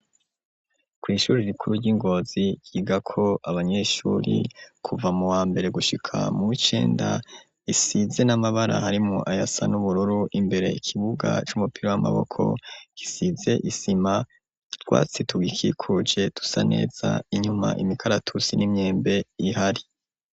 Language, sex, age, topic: Rundi, male, 25-35, education